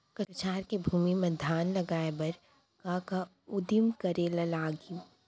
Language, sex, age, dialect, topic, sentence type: Chhattisgarhi, female, 60-100, Central, agriculture, question